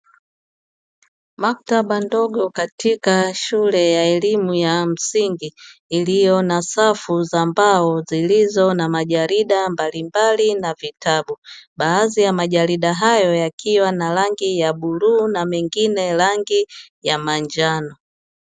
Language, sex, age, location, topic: Swahili, female, 25-35, Dar es Salaam, education